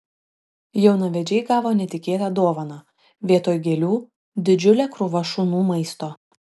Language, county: Lithuanian, Šiauliai